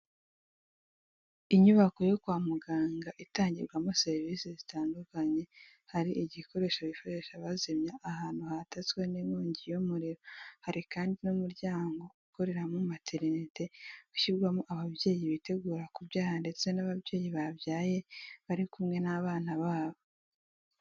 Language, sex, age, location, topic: Kinyarwanda, female, 18-24, Kigali, health